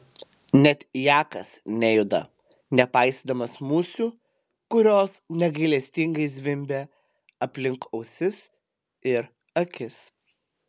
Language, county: Lithuanian, Panevėžys